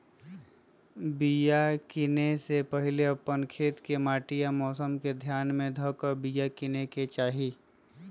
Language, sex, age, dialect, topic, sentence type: Magahi, male, 25-30, Western, agriculture, statement